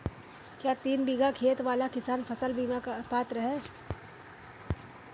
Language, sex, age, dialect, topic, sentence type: Hindi, female, 18-24, Awadhi Bundeli, agriculture, question